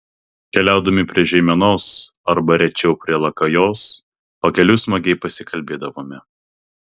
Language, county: Lithuanian, Vilnius